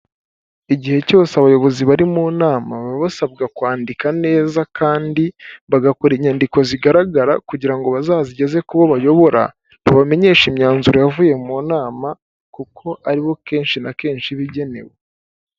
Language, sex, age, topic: Kinyarwanda, male, 18-24, government